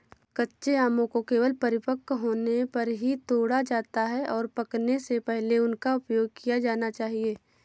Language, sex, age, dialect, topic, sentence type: Hindi, female, 18-24, Awadhi Bundeli, agriculture, statement